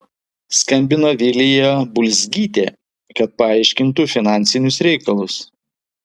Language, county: Lithuanian, Vilnius